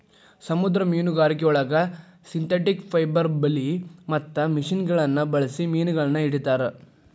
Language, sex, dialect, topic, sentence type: Kannada, male, Dharwad Kannada, agriculture, statement